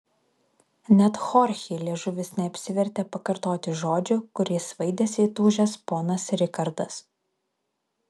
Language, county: Lithuanian, Vilnius